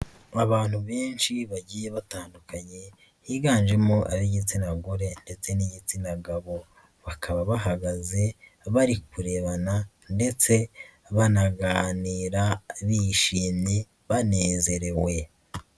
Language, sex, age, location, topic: Kinyarwanda, female, 50+, Nyagatare, education